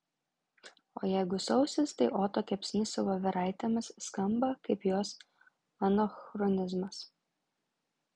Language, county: Lithuanian, Vilnius